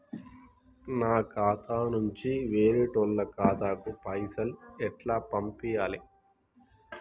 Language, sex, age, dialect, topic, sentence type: Telugu, male, 31-35, Telangana, banking, question